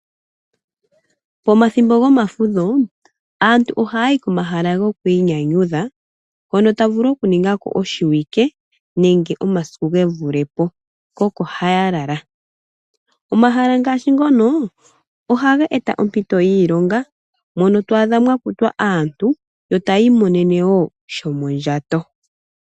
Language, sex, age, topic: Oshiwambo, female, 25-35, finance